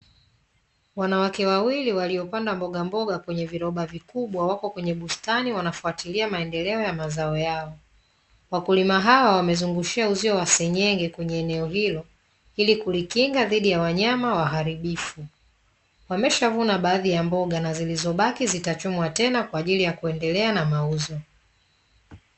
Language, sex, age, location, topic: Swahili, female, 25-35, Dar es Salaam, agriculture